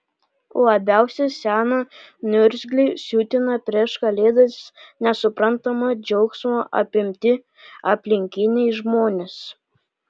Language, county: Lithuanian, Panevėžys